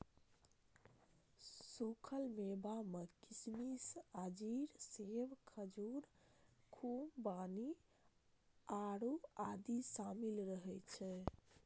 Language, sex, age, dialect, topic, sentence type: Maithili, male, 31-35, Eastern / Thethi, agriculture, statement